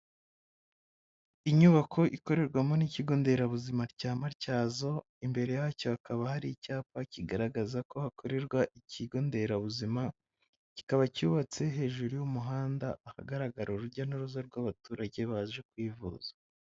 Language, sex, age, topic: Kinyarwanda, female, 25-35, health